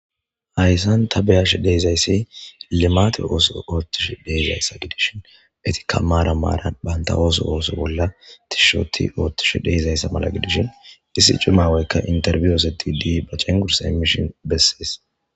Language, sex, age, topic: Gamo, male, 25-35, government